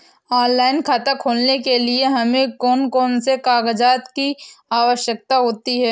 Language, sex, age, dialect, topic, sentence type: Hindi, male, 25-30, Kanauji Braj Bhasha, banking, question